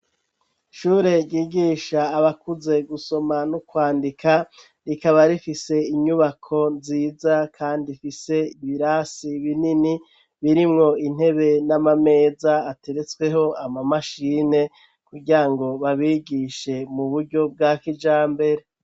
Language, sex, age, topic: Rundi, male, 36-49, education